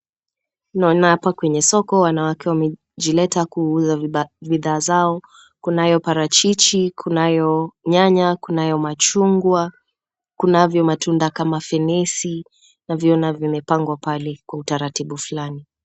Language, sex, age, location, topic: Swahili, female, 25-35, Kisumu, finance